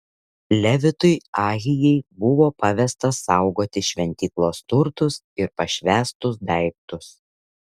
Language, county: Lithuanian, Šiauliai